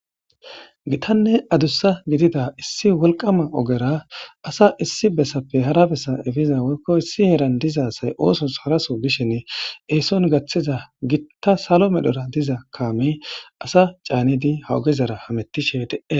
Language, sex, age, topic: Gamo, female, 18-24, government